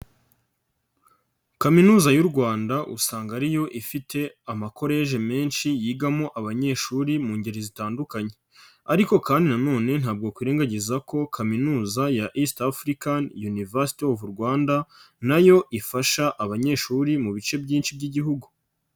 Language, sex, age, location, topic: Kinyarwanda, male, 25-35, Nyagatare, education